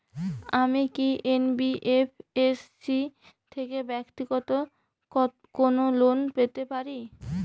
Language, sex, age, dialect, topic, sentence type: Bengali, female, 25-30, Rajbangshi, banking, question